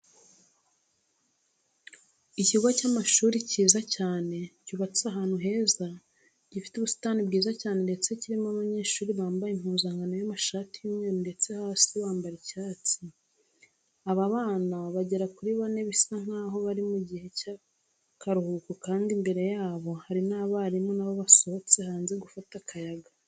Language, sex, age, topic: Kinyarwanda, female, 25-35, education